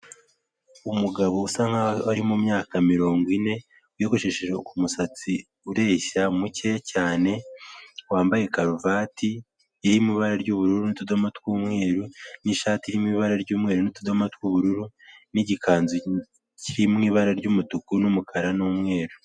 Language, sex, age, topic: Kinyarwanda, male, 18-24, government